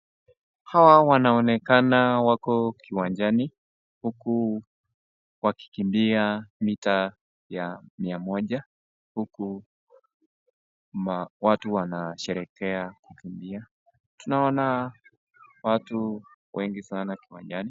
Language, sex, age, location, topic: Swahili, male, 25-35, Nakuru, government